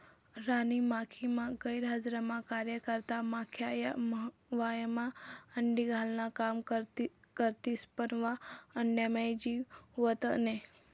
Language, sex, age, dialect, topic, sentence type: Marathi, female, 18-24, Northern Konkan, agriculture, statement